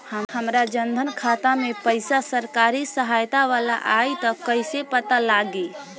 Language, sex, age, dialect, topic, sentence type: Bhojpuri, female, <18, Southern / Standard, banking, question